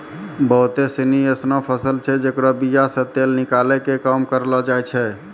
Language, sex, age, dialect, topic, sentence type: Maithili, male, 31-35, Angika, agriculture, statement